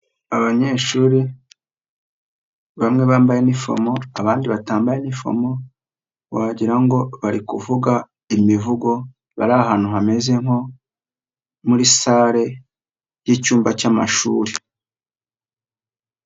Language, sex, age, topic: Kinyarwanda, female, 50+, education